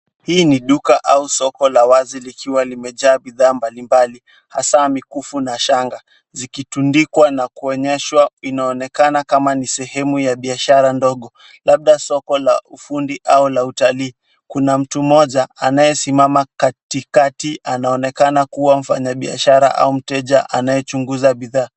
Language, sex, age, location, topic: Swahili, male, 18-24, Kisumu, finance